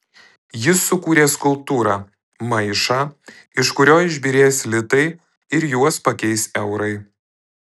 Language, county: Lithuanian, Alytus